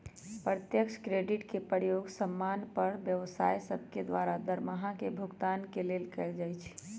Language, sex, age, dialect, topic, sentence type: Magahi, male, 18-24, Western, banking, statement